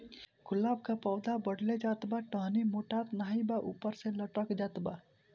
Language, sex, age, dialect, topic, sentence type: Bhojpuri, male, <18, Northern, agriculture, question